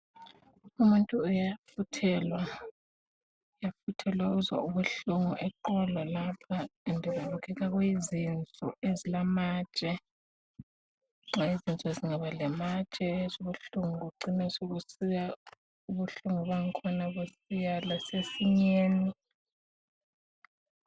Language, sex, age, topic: North Ndebele, female, 25-35, health